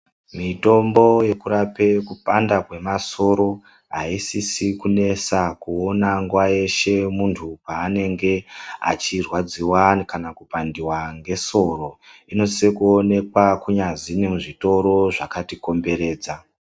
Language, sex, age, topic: Ndau, female, 25-35, health